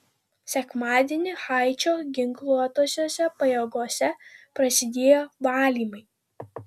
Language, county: Lithuanian, Vilnius